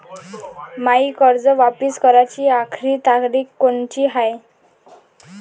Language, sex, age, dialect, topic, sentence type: Marathi, female, 18-24, Varhadi, banking, question